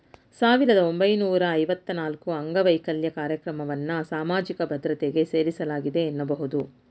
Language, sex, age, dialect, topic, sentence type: Kannada, female, 46-50, Mysore Kannada, banking, statement